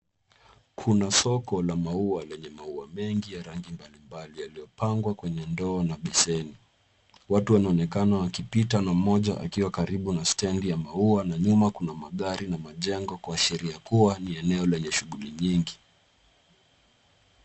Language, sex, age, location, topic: Swahili, male, 18-24, Nairobi, finance